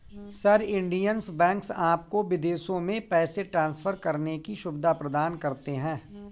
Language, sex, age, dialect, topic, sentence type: Hindi, male, 41-45, Kanauji Braj Bhasha, banking, statement